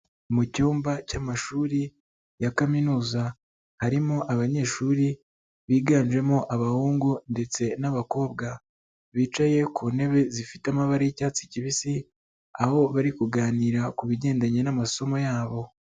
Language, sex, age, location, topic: Kinyarwanda, male, 36-49, Nyagatare, education